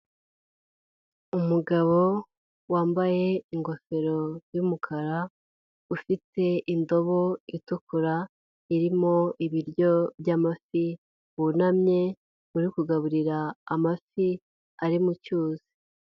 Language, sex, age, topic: Kinyarwanda, female, 18-24, agriculture